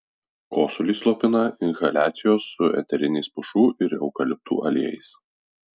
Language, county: Lithuanian, Alytus